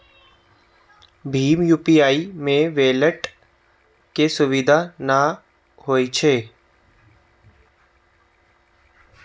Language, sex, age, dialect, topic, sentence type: Maithili, male, 18-24, Eastern / Thethi, banking, statement